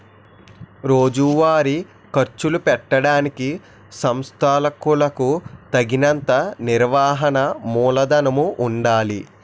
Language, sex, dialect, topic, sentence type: Telugu, male, Utterandhra, banking, statement